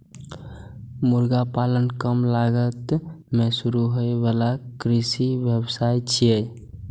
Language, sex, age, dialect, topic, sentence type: Maithili, male, 18-24, Eastern / Thethi, agriculture, statement